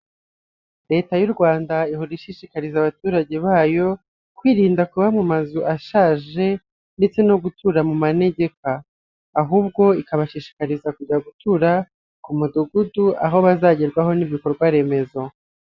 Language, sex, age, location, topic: Kinyarwanda, male, 25-35, Nyagatare, education